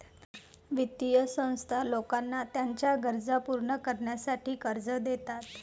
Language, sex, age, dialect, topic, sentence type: Marathi, female, 31-35, Varhadi, banking, statement